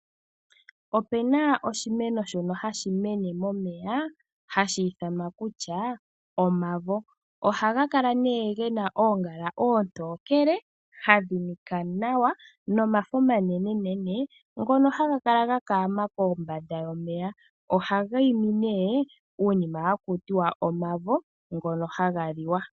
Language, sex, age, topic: Oshiwambo, female, 25-35, agriculture